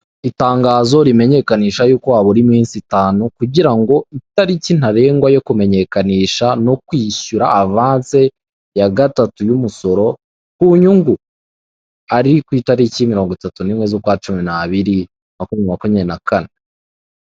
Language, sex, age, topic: Kinyarwanda, male, 18-24, government